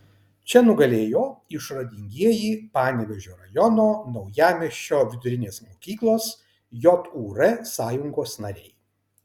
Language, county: Lithuanian, Kaunas